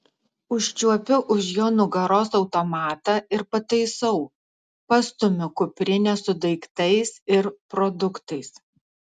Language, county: Lithuanian, Alytus